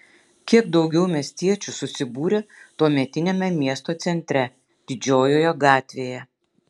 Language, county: Lithuanian, Šiauliai